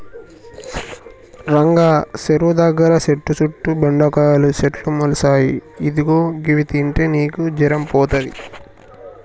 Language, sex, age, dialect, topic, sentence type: Telugu, male, 18-24, Telangana, agriculture, statement